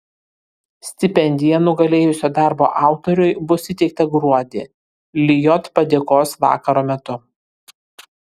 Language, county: Lithuanian, Kaunas